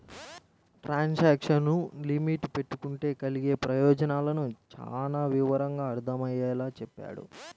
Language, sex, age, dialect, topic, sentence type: Telugu, male, 18-24, Central/Coastal, banking, statement